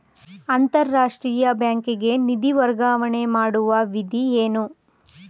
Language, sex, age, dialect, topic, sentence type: Kannada, female, 25-30, Mysore Kannada, banking, question